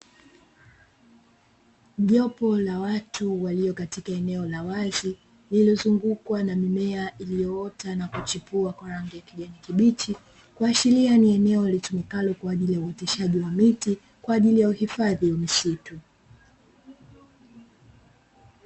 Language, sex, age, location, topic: Swahili, female, 25-35, Dar es Salaam, agriculture